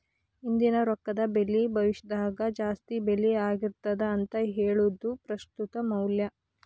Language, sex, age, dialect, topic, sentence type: Kannada, female, 41-45, Dharwad Kannada, banking, statement